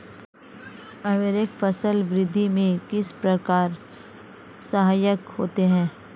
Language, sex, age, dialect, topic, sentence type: Hindi, female, 25-30, Marwari Dhudhari, agriculture, question